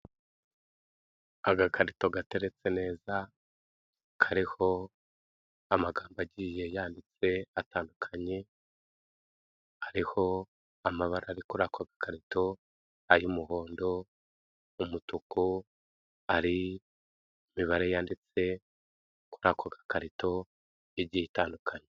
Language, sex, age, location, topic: Kinyarwanda, male, 36-49, Kigali, health